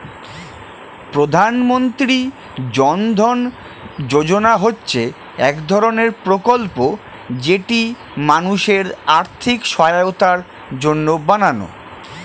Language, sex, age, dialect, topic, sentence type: Bengali, male, 31-35, Standard Colloquial, banking, statement